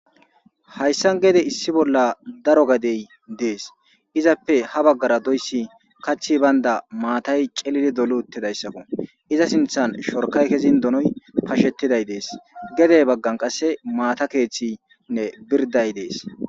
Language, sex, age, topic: Gamo, male, 25-35, agriculture